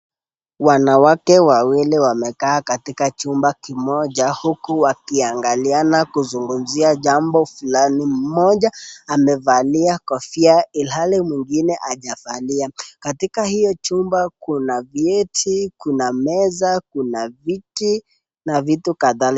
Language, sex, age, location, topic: Swahili, male, 18-24, Nakuru, health